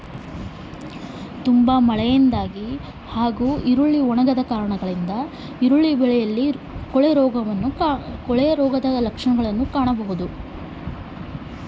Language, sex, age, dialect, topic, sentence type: Kannada, female, 25-30, Central, agriculture, question